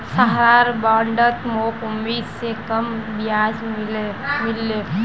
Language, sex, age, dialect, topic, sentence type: Magahi, female, 18-24, Northeastern/Surjapuri, banking, statement